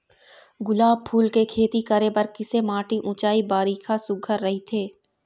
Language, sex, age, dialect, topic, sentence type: Chhattisgarhi, female, 18-24, Eastern, agriculture, question